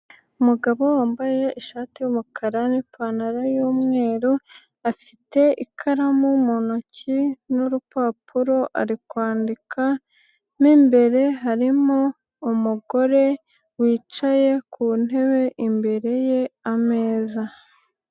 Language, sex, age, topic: Kinyarwanda, female, 18-24, finance